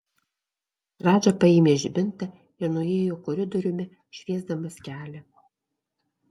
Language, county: Lithuanian, Alytus